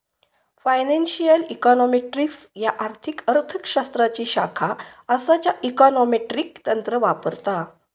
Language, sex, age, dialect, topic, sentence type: Marathi, female, 56-60, Southern Konkan, banking, statement